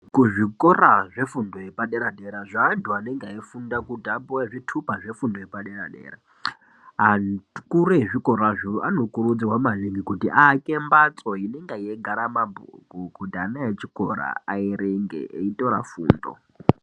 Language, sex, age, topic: Ndau, female, 50+, education